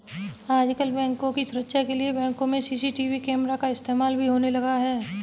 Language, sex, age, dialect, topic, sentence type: Hindi, female, 18-24, Kanauji Braj Bhasha, banking, statement